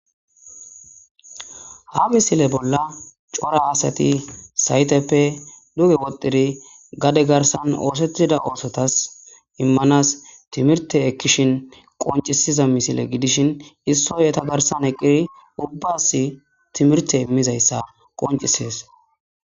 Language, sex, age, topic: Gamo, male, 18-24, agriculture